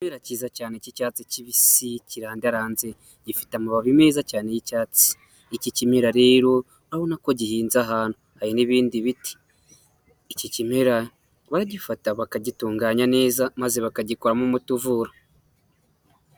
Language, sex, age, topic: Kinyarwanda, male, 25-35, health